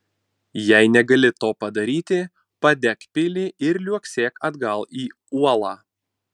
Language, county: Lithuanian, Panevėžys